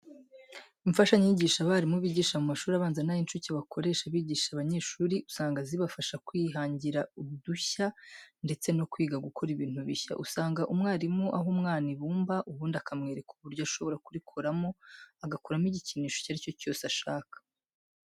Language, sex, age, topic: Kinyarwanda, female, 25-35, education